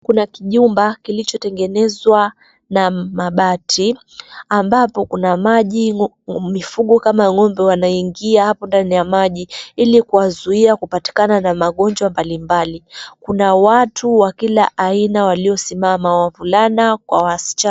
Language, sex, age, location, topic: Swahili, female, 25-35, Mombasa, agriculture